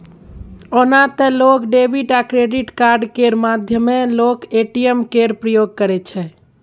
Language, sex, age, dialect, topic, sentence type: Maithili, female, 41-45, Bajjika, banking, statement